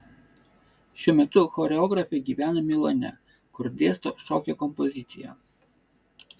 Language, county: Lithuanian, Vilnius